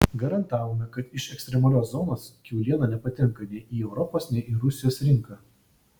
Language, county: Lithuanian, Vilnius